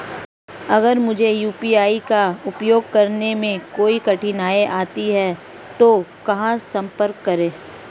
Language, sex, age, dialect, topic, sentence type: Hindi, female, 25-30, Marwari Dhudhari, banking, question